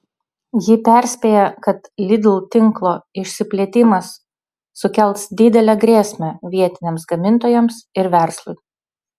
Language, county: Lithuanian, Utena